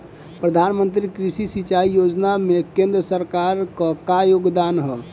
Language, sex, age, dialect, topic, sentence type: Bhojpuri, male, 18-24, Southern / Standard, agriculture, question